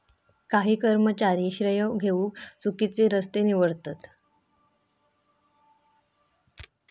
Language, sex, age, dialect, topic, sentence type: Marathi, female, 18-24, Southern Konkan, banking, statement